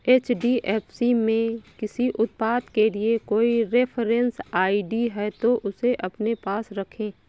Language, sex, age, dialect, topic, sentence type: Hindi, female, 25-30, Awadhi Bundeli, banking, statement